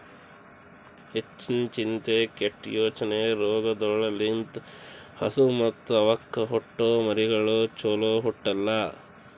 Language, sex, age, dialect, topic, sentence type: Kannada, male, 18-24, Northeastern, agriculture, statement